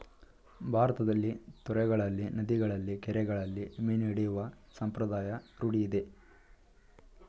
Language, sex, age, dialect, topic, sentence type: Kannada, male, 18-24, Mysore Kannada, agriculture, statement